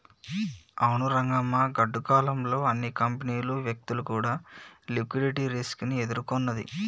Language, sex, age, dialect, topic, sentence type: Telugu, male, 18-24, Telangana, banking, statement